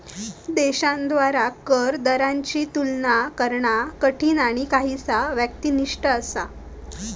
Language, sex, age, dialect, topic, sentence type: Marathi, female, 18-24, Southern Konkan, banking, statement